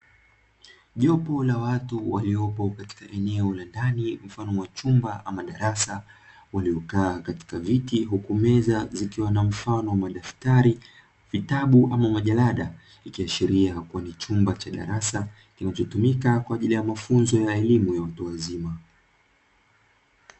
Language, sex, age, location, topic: Swahili, male, 25-35, Dar es Salaam, education